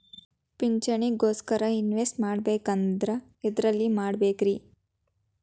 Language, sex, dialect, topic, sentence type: Kannada, female, Dharwad Kannada, banking, question